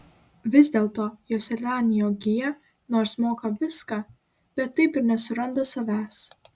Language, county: Lithuanian, Klaipėda